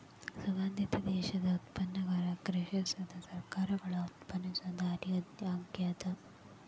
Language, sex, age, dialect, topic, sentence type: Kannada, female, 18-24, Dharwad Kannada, banking, statement